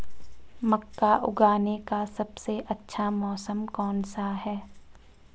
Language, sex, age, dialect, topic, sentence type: Hindi, female, 25-30, Marwari Dhudhari, agriculture, question